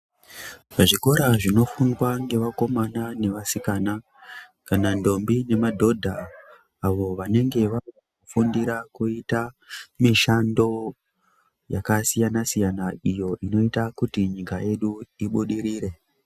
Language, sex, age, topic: Ndau, male, 25-35, education